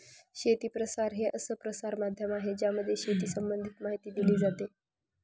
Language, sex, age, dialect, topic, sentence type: Marathi, male, 18-24, Northern Konkan, agriculture, statement